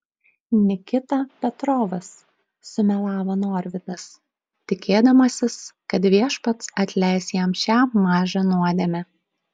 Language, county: Lithuanian, Klaipėda